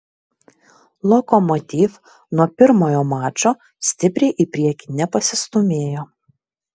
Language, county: Lithuanian, Vilnius